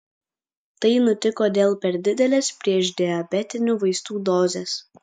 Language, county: Lithuanian, Kaunas